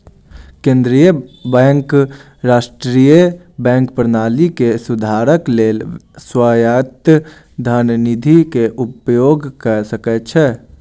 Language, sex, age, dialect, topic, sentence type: Maithili, male, 18-24, Southern/Standard, banking, statement